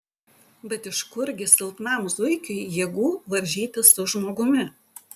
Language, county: Lithuanian, Utena